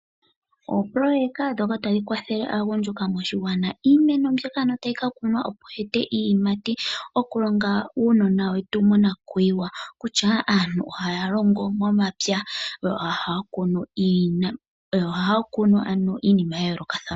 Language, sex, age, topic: Oshiwambo, female, 25-35, agriculture